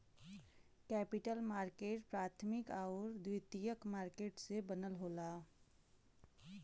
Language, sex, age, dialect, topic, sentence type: Bhojpuri, female, 31-35, Western, banking, statement